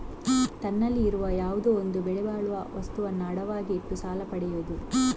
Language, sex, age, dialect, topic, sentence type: Kannada, female, 46-50, Coastal/Dakshin, banking, statement